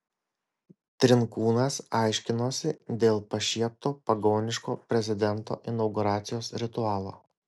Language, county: Lithuanian, Kaunas